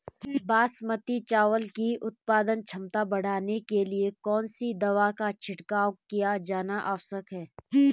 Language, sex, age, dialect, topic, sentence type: Hindi, female, 25-30, Garhwali, agriculture, question